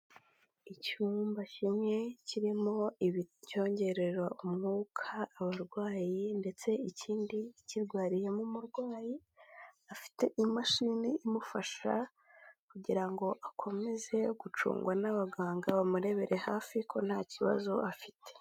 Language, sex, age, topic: Kinyarwanda, female, 18-24, health